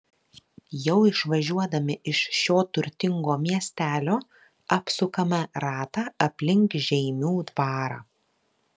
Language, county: Lithuanian, Marijampolė